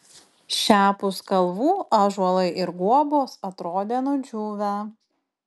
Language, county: Lithuanian, Panevėžys